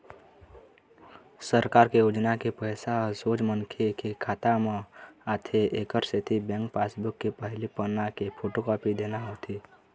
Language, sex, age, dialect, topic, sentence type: Chhattisgarhi, male, 18-24, Eastern, banking, statement